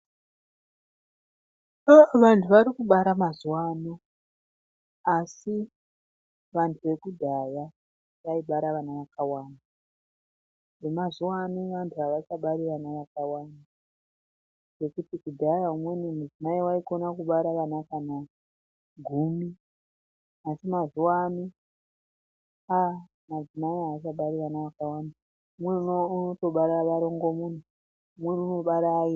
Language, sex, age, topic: Ndau, female, 36-49, health